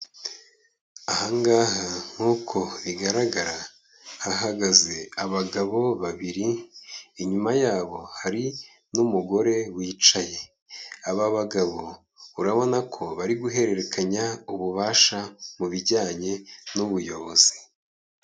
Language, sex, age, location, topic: Kinyarwanda, male, 25-35, Kigali, government